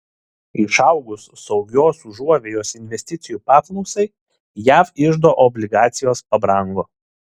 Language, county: Lithuanian, Šiauliai